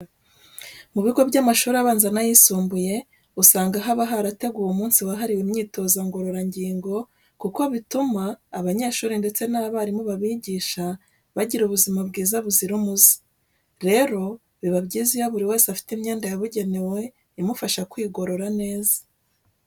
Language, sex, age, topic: Kinyarwanda, female, 36-49, education